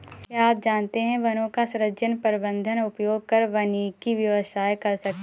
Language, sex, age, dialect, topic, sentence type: Hindi, female, 18-24, Awadhi Bundeli, agriculture, statement